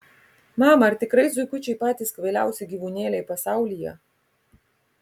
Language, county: Lithuanian, Kaunas